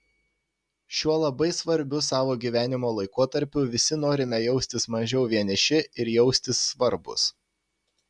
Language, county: Lithuanian, Panevėžys